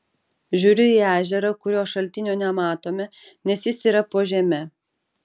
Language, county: Lithuanian, Vilnius